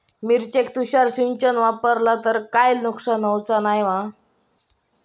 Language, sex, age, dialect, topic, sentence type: Marathi, male, 31-35, Southern Konkan, agriculture, question